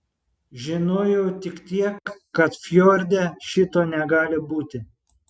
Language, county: Lithuanian, Šiauliai